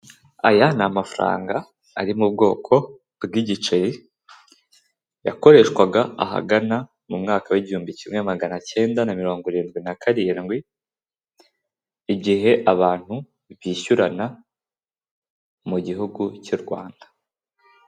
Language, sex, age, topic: Kinyarwanda, male, 18-24, finance